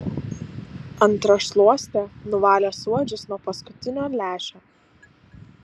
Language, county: Lithuanian, Alytus